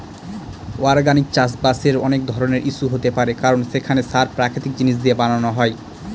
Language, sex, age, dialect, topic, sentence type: Bengali, male, 18-24, Northern/Varendri, agriculture, statement